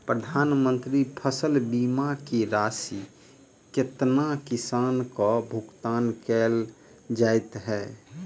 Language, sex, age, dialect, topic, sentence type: Maithili, male, 31-35, Southern/Standard, agriculture, question